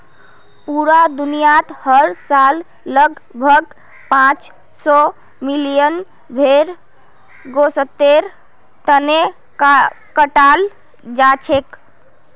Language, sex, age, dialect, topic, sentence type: Magahi, female, 18-24, Northeastern/Surjapuri, agriculture, statement